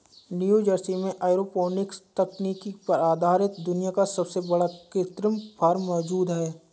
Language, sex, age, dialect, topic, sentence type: Hindi, male, 25-30, Awadhi Bundeli, agriculture, statement